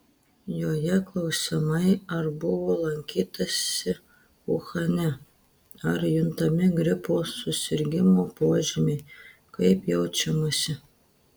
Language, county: Lithuanian, Telšiai